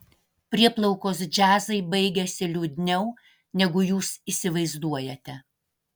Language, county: Lithuanian, Vilnius